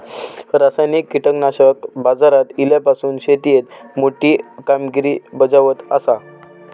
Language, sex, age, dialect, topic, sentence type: Marathi, male, 18-24, Southern Konkan, agriculture, statement